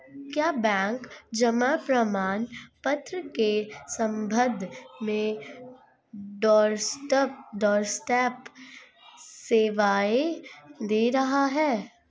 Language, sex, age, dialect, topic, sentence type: Hindi, female, 51-55, Marwari Dhudhari, banking, statement